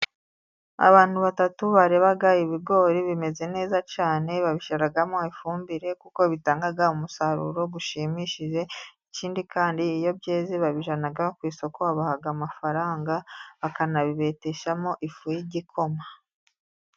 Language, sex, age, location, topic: Kinyarwanda, female, 25-35, Musanze, agriculture